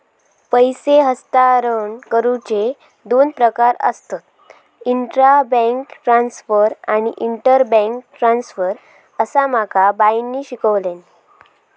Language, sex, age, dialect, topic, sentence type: Marathi, female, 18-24, Southern Konkan, banking, statement